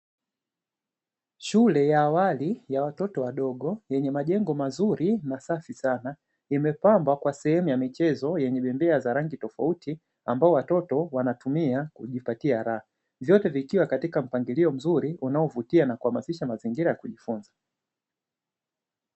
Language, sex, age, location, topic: Swahili, male, 25-35, Dar es Salaam, education